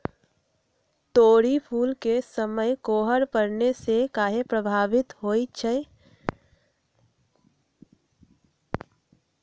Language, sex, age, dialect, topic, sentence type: Magahi, female, 25-30, Western, agriculture, question